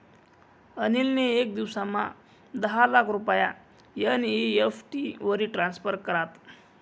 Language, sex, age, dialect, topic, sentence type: Marathi, male, 18-24, Northern Konkan, banking, statement